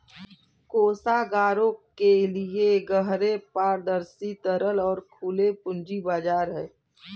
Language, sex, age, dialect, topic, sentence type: Hindi, female, 18-24, Kanauji Braj Bhasha, banking, statement